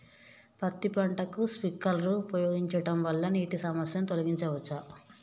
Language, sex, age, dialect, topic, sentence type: Telugu, male, 18-24, Telangana, agriculture, question